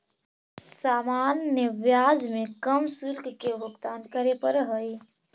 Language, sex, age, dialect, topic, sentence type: Magahi, female, 18-24, Central/Standard, banking, statement